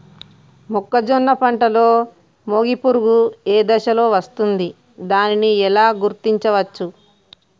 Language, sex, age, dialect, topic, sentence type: Telugu, female, 41-45, Telangana, agriculture, question